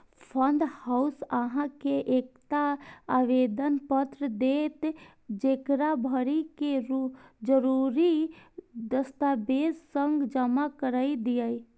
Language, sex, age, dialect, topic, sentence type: Maithili, female, 18-24, Eastern / Thethi, banking, statement